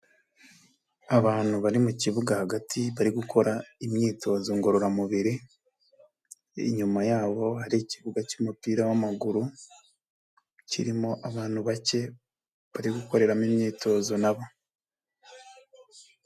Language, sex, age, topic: Kinyarwanda, male, 25-35, government